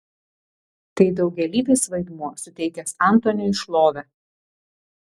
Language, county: Lithuanian, Vilnius